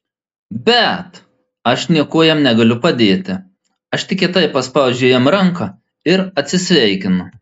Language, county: Lithuanian, Marijampolė